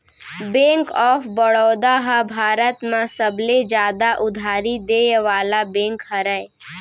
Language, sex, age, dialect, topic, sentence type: Chhattisgarhi, female, 18-24, Central, banking, statement